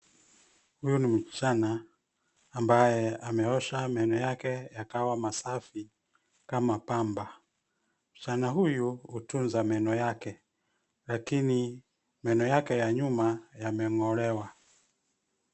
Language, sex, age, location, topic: Swahili, male, 50+, Nairobi, health